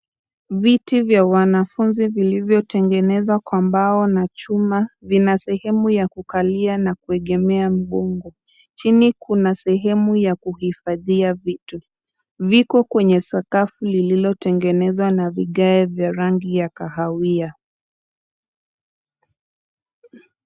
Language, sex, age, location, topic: Swahili, female, 25-35, Kisumu, education